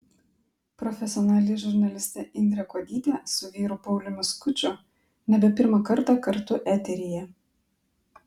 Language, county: Lithuanian, Klaipėda